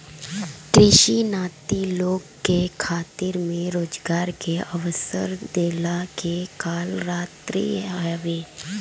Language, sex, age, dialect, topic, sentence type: Bhojpuri, female, <18, Northern, agriculture, statement